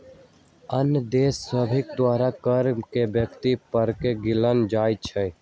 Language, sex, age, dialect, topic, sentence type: Magahi, male, 18-24, Western, banking, statement